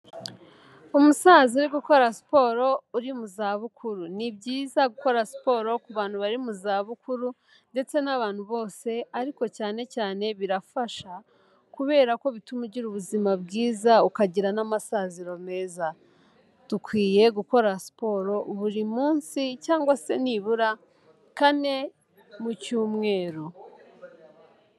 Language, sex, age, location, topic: Kinyarwanda, female, 18-24, Kigali, health